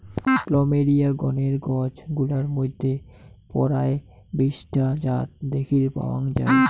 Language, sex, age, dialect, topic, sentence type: Bengali, male, 25-30, Rajbangshi, agriculture, statement